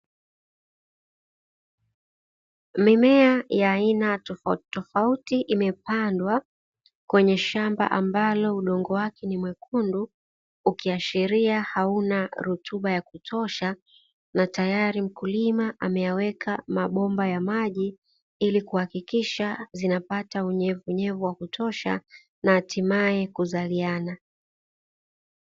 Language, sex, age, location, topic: Swahili, female, 25-35, Dar es Salaam, agriculture